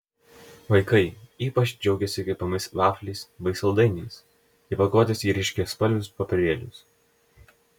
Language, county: Lithuanian, Telšiai